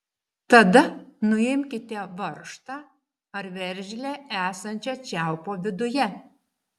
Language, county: Lithuanian, Šiauliai